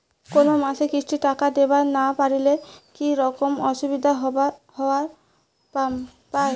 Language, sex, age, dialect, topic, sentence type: Bengali, female, 18-24, Rajbangshi, banking, question